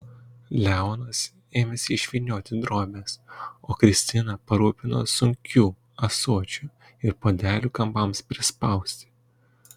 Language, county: Lithuanian, Kaunas